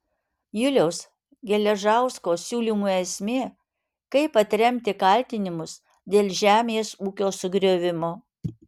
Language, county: Lithuanian, Alytus